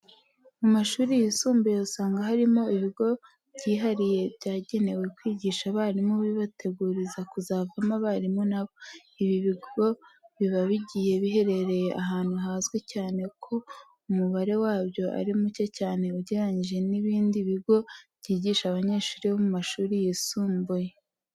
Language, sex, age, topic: Kinyarwanda, female, 18-24, education